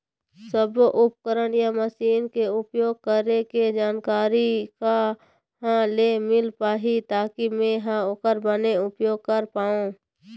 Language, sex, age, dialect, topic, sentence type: Chhattisgarhi, female, 60-100, Eastern, agriculture, question